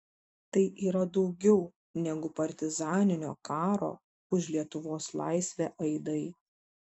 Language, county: Lithuanian, Šiauliai